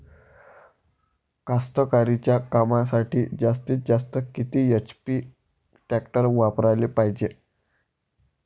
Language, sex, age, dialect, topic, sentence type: Marathi, male, 18-24, Varhadi, agriculture, question